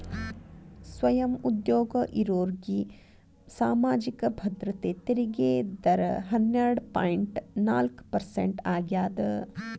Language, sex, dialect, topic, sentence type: Kannada, female, Dharwad Kannada, banking, statement